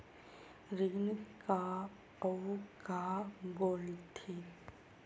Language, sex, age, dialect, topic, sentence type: Chhattisgarhi, female, 25-30, Western/Budati/Khatahi, banking, question